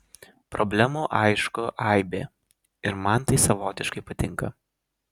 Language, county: Lithuanian, Vilnius